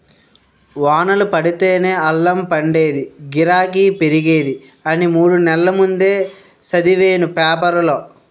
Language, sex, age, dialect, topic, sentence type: Telugu, male, 60-100, Utterandhra, agriculture, statement